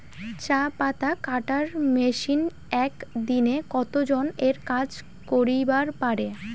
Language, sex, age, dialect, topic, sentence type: Bengali, female, <18, Rajbangshi, agriculture, question